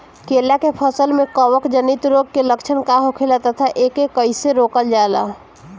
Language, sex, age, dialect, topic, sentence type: Bhojpuri, female, 18-24, Northern, agriculture, question